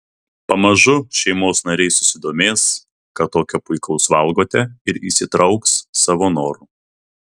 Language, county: Lithuanian, Vilnius